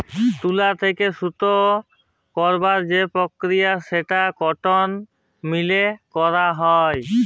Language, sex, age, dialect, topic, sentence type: Bengali, male, 18-24, Jharkhandi, agriculture, statement